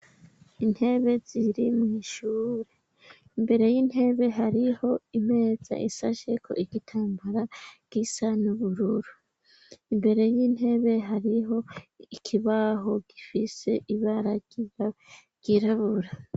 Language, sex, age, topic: Rundi, male, 18-24, education